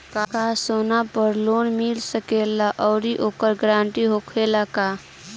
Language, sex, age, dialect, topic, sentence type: Bhojpuri, female, <18, Northern, banking, question